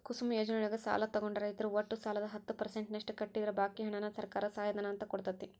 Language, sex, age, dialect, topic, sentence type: Kannada, female, 18-24, Dharwad Kannada, agriculture, statement